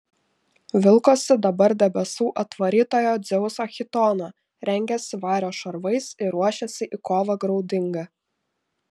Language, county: Lithuanian, Šiauliai